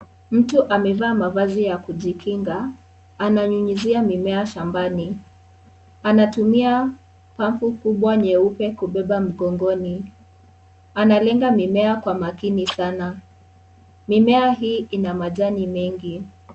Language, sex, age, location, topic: Swahili, female, 18-24, Kisii, health